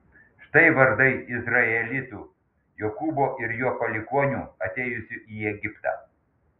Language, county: Lithuanian, Panevėžys